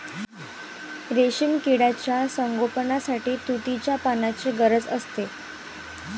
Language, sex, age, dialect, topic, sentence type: Marathi, female, 18-24, Varhadi, agriculture, statement